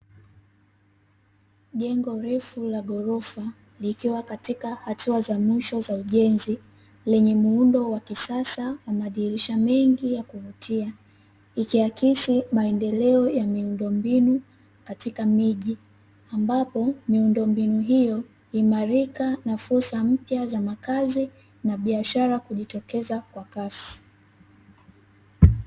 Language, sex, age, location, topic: Swahili, female, 18-24, Dar es Salaam, finance